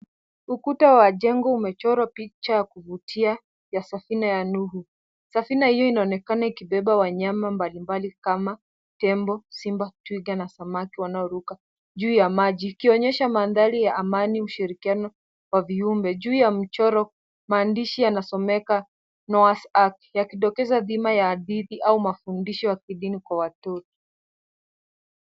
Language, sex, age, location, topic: Swahili, female, 18-24, Kisumu, education